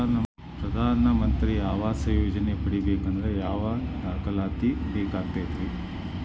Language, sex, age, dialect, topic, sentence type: Kannada, male, 41-45, Dharwad Kannada, banking, question